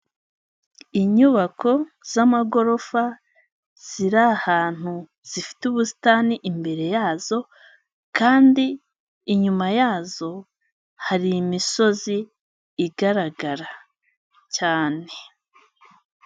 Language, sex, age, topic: Kinyarwanda, female, 18-24, government